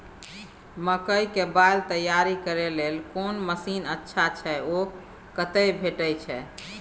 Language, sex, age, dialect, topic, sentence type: Maithili, female, 31-35, Bajjika, agriculture, question